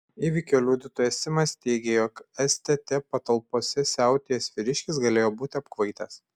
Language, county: Lithuanian, Šiauliai